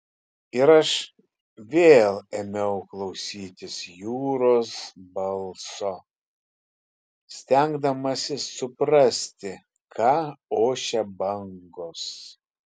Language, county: Lithuanian, Kaunas